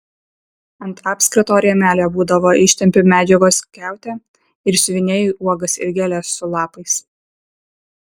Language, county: Lithuanian, Vilnius